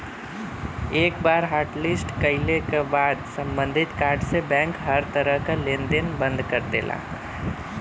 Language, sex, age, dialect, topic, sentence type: Bhojpuri, male, 18-24, Western, banking, statement